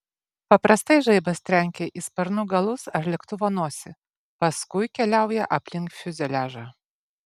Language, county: Lithuanian, Vilnius